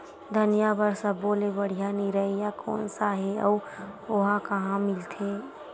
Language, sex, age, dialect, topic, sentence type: Chhattisgarhi, female, 51-55, Western/Budati/Khatahi, agriculture, question